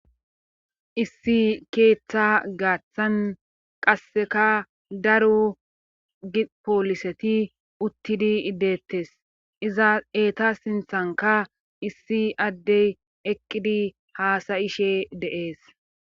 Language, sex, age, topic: Gamo, female, 25-35, government